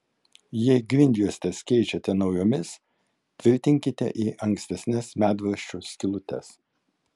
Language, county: Lithuanian, Kaunas